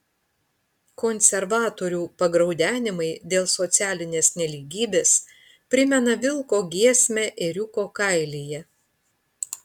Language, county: Lithuanian, Panevėžys